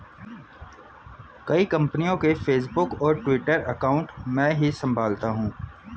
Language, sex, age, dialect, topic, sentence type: Hindi, male, 25-30, Hindustani Malvi Khadi Boli, banking, statement